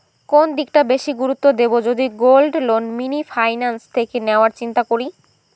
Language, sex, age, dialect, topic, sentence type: Bengali, female, 18-24, Rajbangshi, banking, question